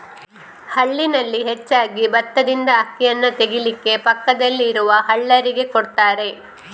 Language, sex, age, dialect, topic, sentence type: Kannada, female, 25-30, Coastal/Dakshin, agriculture, statement